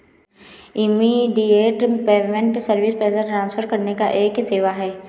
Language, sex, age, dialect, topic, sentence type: Hindi, female, 18-24, Awadhi Bundeli, banking, statement